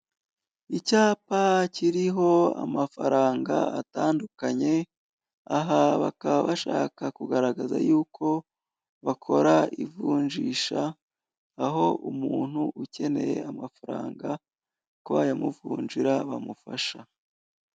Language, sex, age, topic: Kinyarwanda, female, 25-35, finance